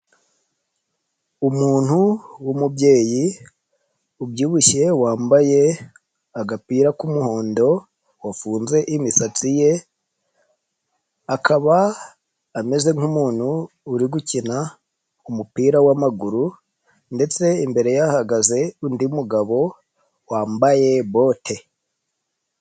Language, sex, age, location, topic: Kinyarwanda, male, 25-35, Nyagatare, government